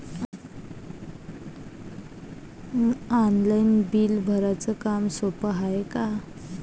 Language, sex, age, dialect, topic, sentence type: Marathi, female, 25-30, Varhadi, banking, question